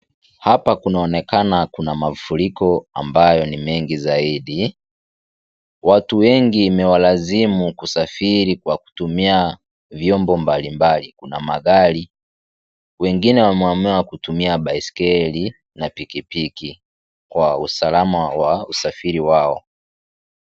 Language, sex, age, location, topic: Swahili, male, 18-24, Kisii, health